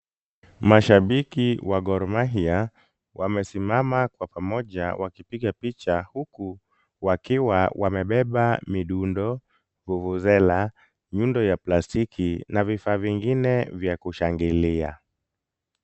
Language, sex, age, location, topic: Swahili, male, 25-35, Kisumu, government